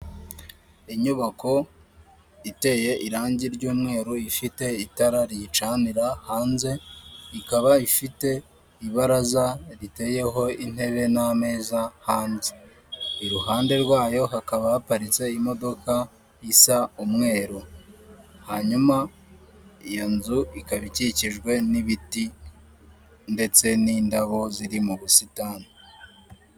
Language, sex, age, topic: Kinyarwanda, male, 18-24, government